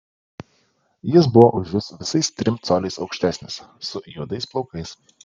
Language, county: Lithuanian, Panevėžys